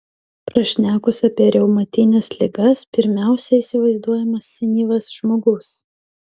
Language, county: Lithuanian, Utena